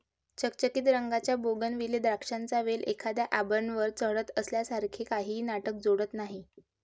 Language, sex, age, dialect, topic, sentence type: Marathi, male, 18-24, Varhadi, agriculture, statement